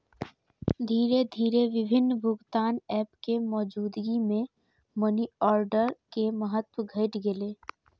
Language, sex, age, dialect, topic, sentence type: Maithili, female, 31-35, Eastern / Thethi, banking, statement